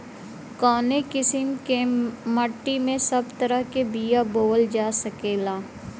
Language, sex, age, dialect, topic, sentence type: Bhojpuri, female, 18-24, Western, agriculture, question